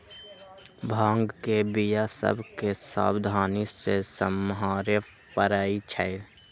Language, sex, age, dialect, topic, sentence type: Magahi, male, 18-24, Western, agriculture, statement